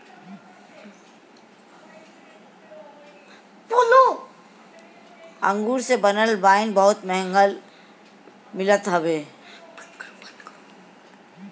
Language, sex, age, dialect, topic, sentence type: Bhojpuri, female, 51-55, Northern, agriculture, statement